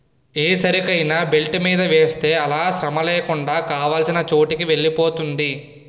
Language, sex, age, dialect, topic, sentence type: Telugu, male, 18-24, Utterandhra, agriculture, statement